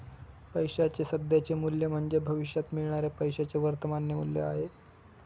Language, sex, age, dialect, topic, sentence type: Marathi, male, 18-24, Northern Konkan, banking, statement